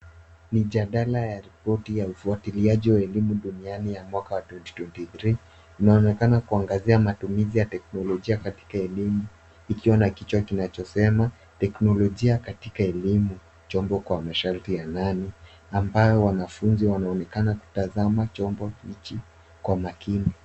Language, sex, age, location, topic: Swahili, male, 18-24, Nairobi, education